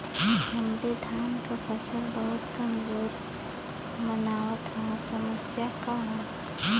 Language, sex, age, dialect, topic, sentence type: Bhojpuri, female, 18-24, Western, agriculture, question